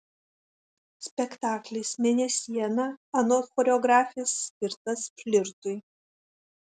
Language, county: Lithuanian, Šiauliai